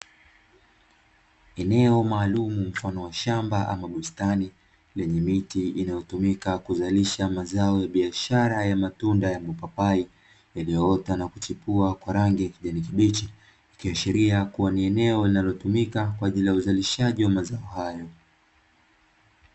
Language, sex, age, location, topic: Swahili, male, 25-35, Dar es Salaam, agriculture